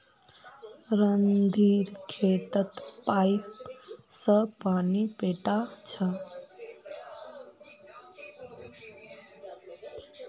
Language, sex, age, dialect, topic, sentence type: Magahi, female, 25-30, Northeastern/Surjapuri, agriculture, statement